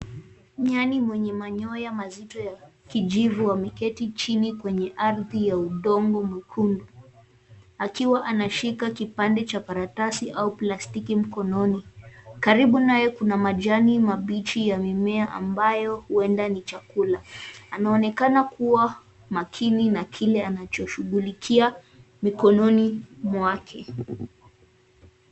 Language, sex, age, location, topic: Swahili, female, 18-24, Nairobi, government